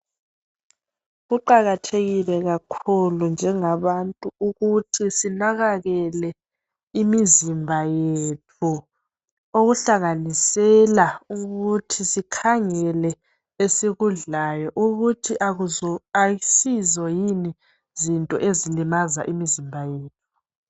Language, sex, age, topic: North Ndebele, female, 18-24, health